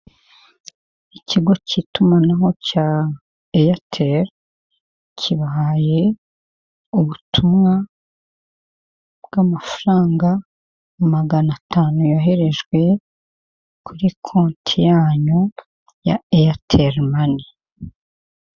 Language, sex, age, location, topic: Kinyarwanda, female, 50+, Kigali, finance